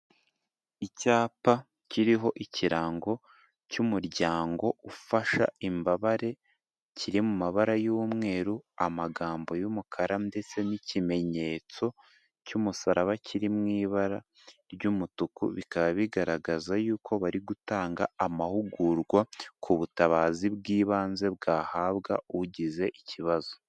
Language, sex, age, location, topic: Kinyarwanda, male, 18-24, Kigali, health